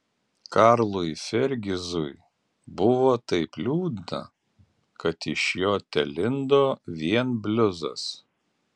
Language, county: Lithuanian, Alytus